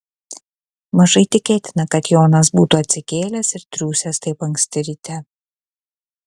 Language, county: Lithuanian, Kaunas